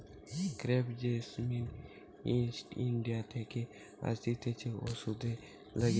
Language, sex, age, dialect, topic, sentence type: Bengali, male, 18-24, Western, agriculture, statement